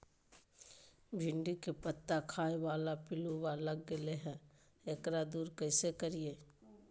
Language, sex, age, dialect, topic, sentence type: Magahi, female, 25-30, Southern, agriculture, question